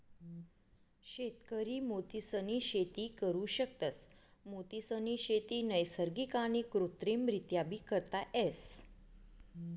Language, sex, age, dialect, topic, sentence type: Marathi, female, 41-45, Northern Konkan, agriculture, statement